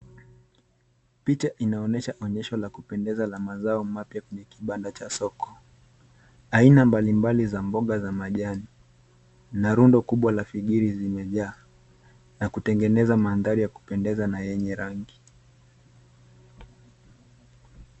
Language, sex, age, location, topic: Swahili, male, 25-35, Nairobi, finance